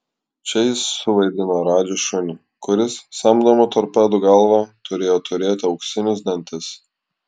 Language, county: Lithuanian, Klaipėda